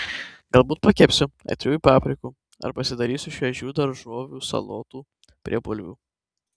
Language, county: Lithuanian, Tauragė